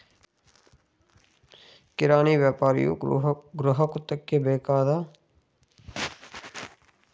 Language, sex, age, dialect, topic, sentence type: Kannada, male, 60-100, Mysore Kannada, agriculture, statement